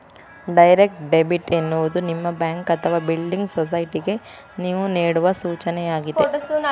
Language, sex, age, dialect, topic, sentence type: Kannada, female, 18-24, Dharwad Kannada, banking, statement